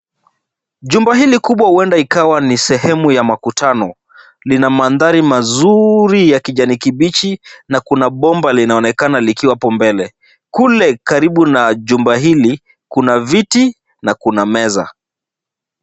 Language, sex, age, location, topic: Swahili, male, 36-49, Kisumu, education